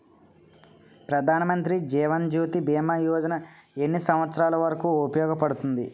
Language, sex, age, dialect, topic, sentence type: Telugu, male, 18-24, Utterandhra, banking, question